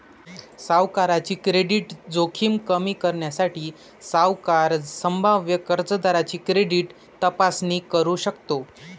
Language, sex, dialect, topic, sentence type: Marathi, male, Varhadi, banking, statement